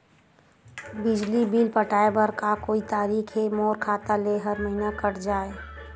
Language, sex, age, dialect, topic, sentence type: Chhattisgarhi, female, 51-55, Western/Budati/Khatahi, banking, question